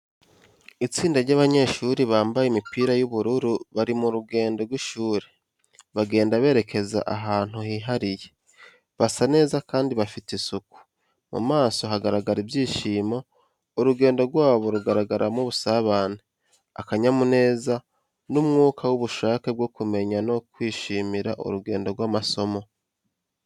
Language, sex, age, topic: Kinyarwanda, male, 25-35, education